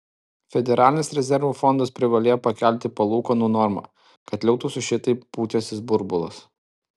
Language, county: Lithuanian, Alytus